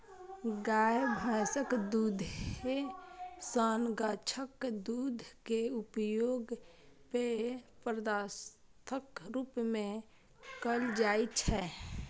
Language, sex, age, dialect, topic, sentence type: Maithili, female, 25-30, Eastern / Thethi, agriculture, statement